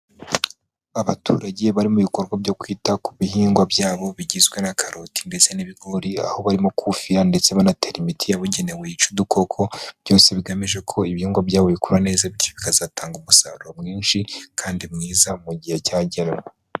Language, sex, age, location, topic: Kinyarwanda, female, 18-24, Huye, agriculture